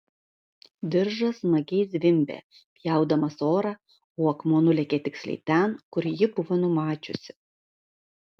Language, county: Lithuanian, Kaunas